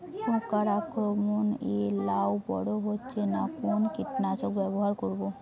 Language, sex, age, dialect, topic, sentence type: Bengali, female, 18-24, Rajbangshi, agriculture, question